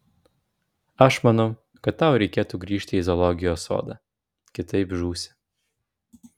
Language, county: Lithuanian, Vilnius